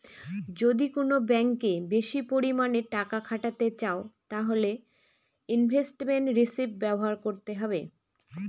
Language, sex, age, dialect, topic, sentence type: Bengali, female, 36-40, Northern/Varendri, banking, statement